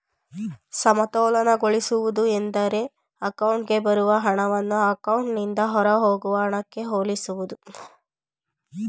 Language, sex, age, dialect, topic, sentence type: Kannada, female, 25-30, Mysore Kannada, banking, statement